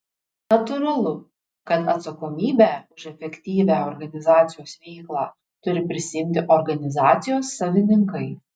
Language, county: Lithuanian, Šiauliai